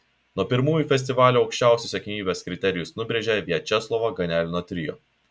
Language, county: Lithuanian, Šiauliai